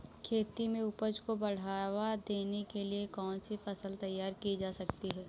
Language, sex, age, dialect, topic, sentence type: Hindi, male, 31-35, Awadhi Bundeli, agriculture, question